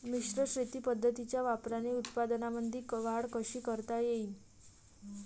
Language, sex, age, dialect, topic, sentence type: Marathi, female, 18-24, Varhadi, agriculture, question